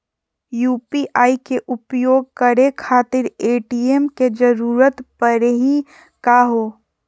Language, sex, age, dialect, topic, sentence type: Magahi, female, 51-55, Southern, banking, question